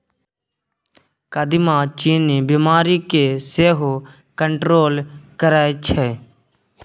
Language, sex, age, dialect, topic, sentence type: Maithili, male, 18-24, Bajjika, agriculture, statement